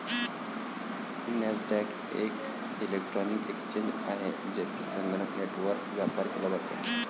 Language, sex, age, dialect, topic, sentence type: Marathi, male, 25-30, Varhadi, banking, statement